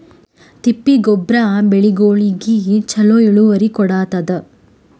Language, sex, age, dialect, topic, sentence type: Kannada, female, 18-24, Northeastern, agriculture, question